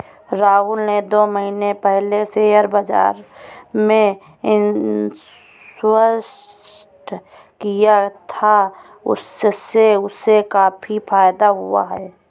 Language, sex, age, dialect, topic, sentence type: Hindi, female, 25-30, Awadhi Bundeli, banking, statement